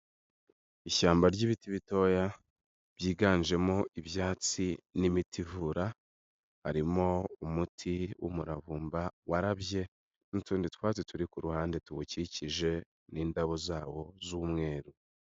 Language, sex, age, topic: Kinyarwanda, male, 25-35, health